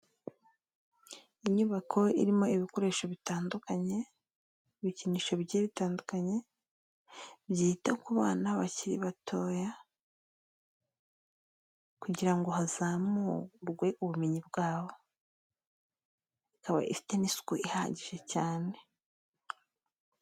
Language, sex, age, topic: Kinyarwanda, female, 25-35, health